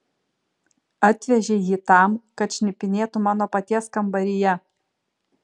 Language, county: Lithuanian, Kaunas